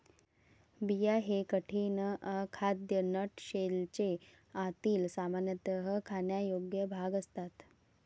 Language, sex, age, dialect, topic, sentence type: Marathi, female, 36-40, Varhadi, agriculture, statement